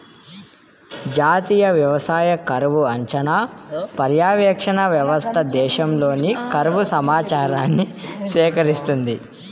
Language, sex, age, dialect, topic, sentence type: Telugu, male, 18-24, Central/Coastal, agriculture, statement